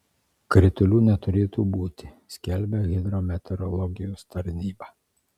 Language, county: Lithuanian, Marijampolė